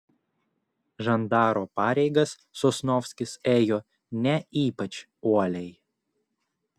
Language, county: Lithuanian, Klaipėda